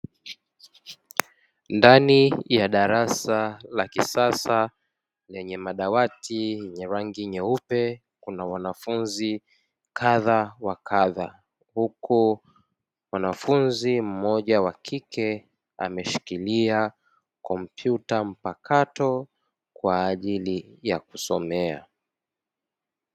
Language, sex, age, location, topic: Swahili, male, 18-24, Dar es Salaam, education